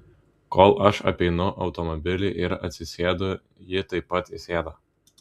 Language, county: Lithuanian, Vilnius